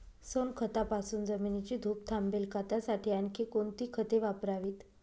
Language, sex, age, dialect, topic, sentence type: Marathi, female, 31-35, Northern Konkan, agriculture, question